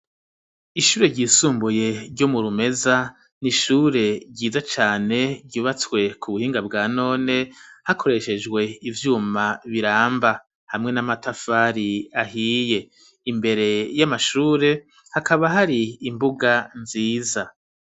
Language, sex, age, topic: Rundi, male, 36-49, education